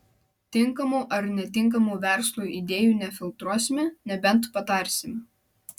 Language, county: Lithuanian, Vilnius